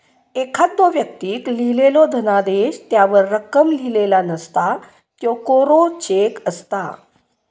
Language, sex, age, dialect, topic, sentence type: Marathi, female, 56-60, Southern Konkan, banking, statement